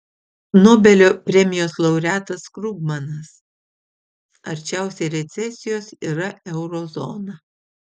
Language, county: Lithuanian, Utena